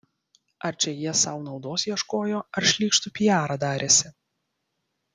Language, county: Lithuanian, Vilnius